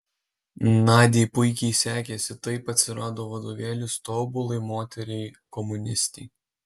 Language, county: Lithuanian, Alytus